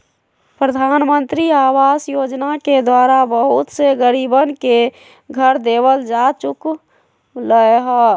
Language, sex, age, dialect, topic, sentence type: Magahi, female, 18-24, Western, banking, statement